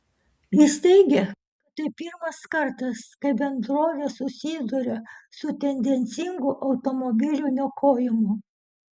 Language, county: Lithuanian, Utena